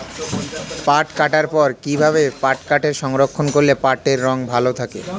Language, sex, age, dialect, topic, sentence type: Bengali, male, 18-24, Northern/Varendri, agriculture, question